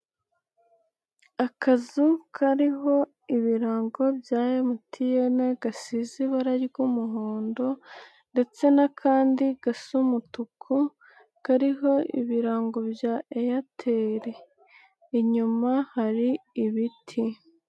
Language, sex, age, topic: Kinyarwanda, female, 18-24, finance